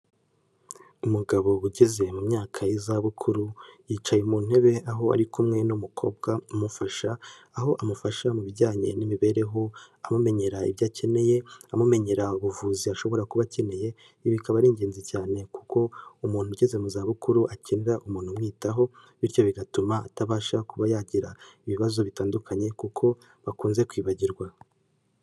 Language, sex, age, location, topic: Kinyarwanda, male, 18-24, Kigali, health